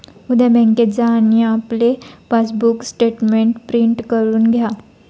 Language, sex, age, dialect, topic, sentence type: Marathi, female, 25-30, Standard Marathi, banking, statement